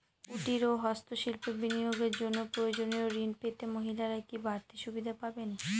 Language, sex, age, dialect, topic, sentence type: Bengali, female, 18-24, Northern/Varendri, banking, question